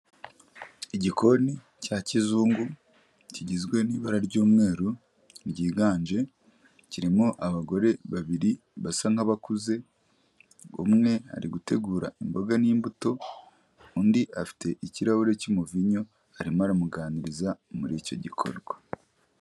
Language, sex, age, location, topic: Kinyarwanda, male, 25-35, Kigali, health